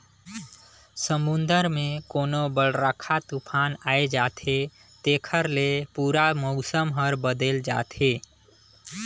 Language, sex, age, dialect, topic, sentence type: Chhattisgarhi, male, 25-30, Northern/Bhandar, agriculture, statement